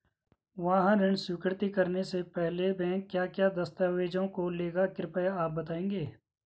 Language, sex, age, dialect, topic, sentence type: Hindi, male, 25-30, Garhwali, banking, question